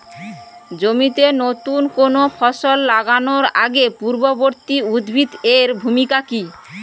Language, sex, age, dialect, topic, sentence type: Bengali, female, 18-24, Rajbangshi, agriculture, question